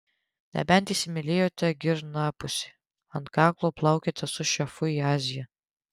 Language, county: Lithuanian, Tauragė